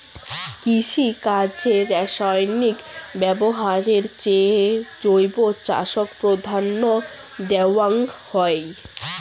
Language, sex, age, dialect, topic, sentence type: Bengali, female, <18, Rajbangshi, agriculture, statement